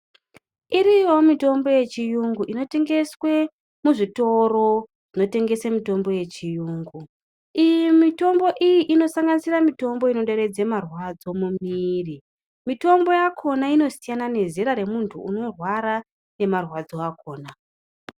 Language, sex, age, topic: Ndau, male, 25-35, health